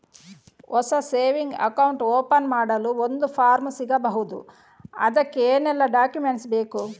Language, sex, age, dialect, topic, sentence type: Kannada, female, 18-24, Coastal/Dakshin, banking, question